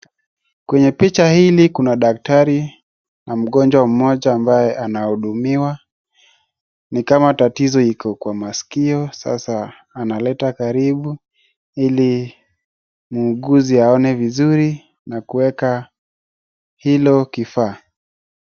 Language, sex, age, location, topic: Swahili, male, 18-24, Wajir, health